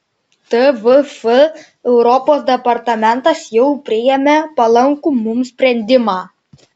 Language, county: Lithuanian, Šiauliai